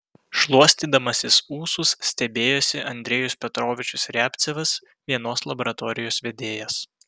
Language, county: Lithuanian, Vilnius